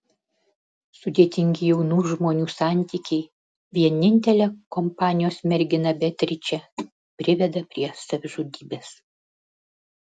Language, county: Lithuanian, Panevėžys